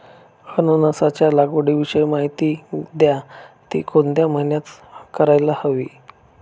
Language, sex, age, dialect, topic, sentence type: Marathi, male, 25-30, Northern Konkan, agriculture, question